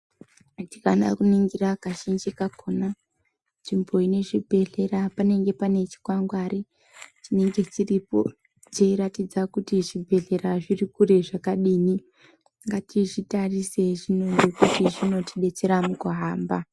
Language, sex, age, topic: Ndau, female, 18-24, health